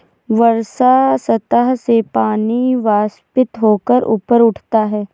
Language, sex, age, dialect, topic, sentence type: Hindi, female, 18-24, Awadhi Bundeli, agriculture, statement